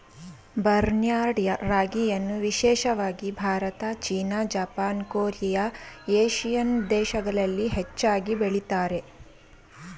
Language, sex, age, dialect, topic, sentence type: Kannada, female, 31-35, Mysore Kannada, agriculture, statement